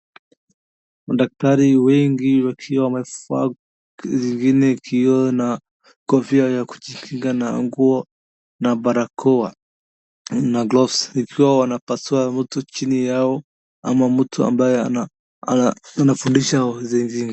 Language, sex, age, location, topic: Swahili, male, 18-24, Wajir, health